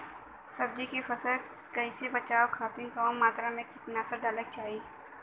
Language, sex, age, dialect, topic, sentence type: Bhojpuri, female, 18-24, Western, agriculture, question